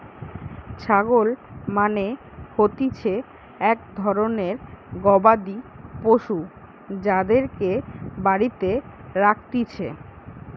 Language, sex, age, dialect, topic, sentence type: Bengali, female, 25-30, Western, agriculture, statement